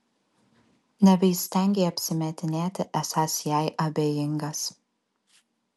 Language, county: Lithuanian, Alytus